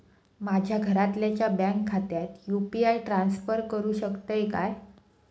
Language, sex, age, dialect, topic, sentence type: Marathi, female, 18-24, Southern Konkan, banking, question